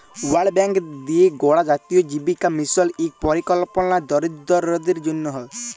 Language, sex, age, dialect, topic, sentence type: Bengali, male, 18-24, Jharkhandi, banking, statement